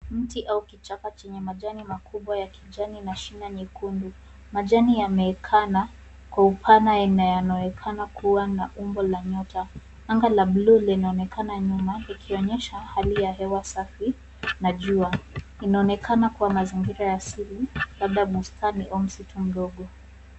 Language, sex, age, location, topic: Swahili, female, 36-49, Nairobi, health